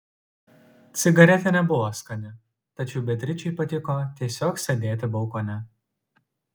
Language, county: Lithuanian, Utena